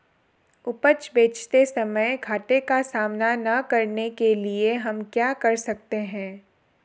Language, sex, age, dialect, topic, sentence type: Hindi, female, 18-24, Marwari Dhudhari, agriculture, question